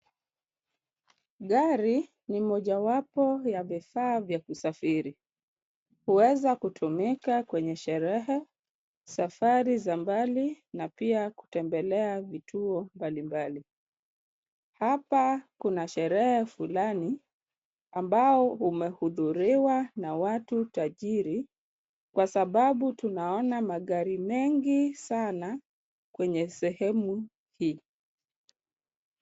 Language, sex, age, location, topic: Swahili, female, 25-35, Kisumu, finance